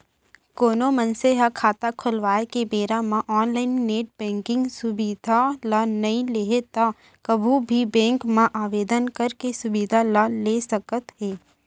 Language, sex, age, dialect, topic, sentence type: Chhattisgarhi, female, 25-30, Central, banking, statement